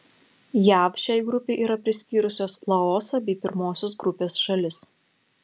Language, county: Lithuanian, Panevėžys